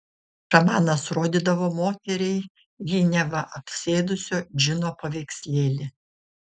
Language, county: Lithuanian, Šiauliai